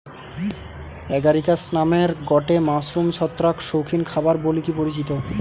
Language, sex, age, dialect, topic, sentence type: Bengali, male, 18-24, Western, agriculture, statement